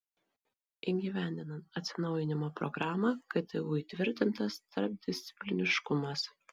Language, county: Lithuanian, Marijampolė